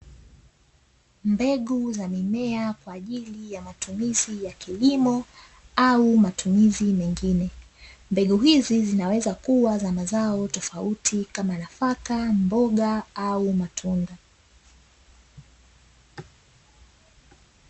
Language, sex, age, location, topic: Swahili, female, 25-35, Dar es Salaam, agriculture